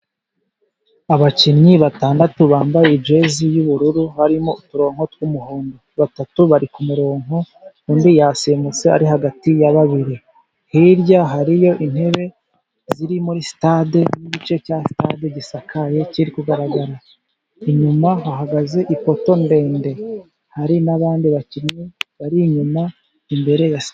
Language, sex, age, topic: Kinyarwanda, male, 25-35, government